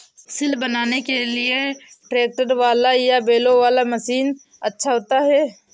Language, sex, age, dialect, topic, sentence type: Hindi, female, 18-24, Awadhi Bundeli, agriculture, question